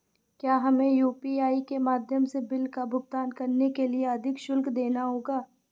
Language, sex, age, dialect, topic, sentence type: Hindi, female, 25-30, Awadhi Bundeli, banking, question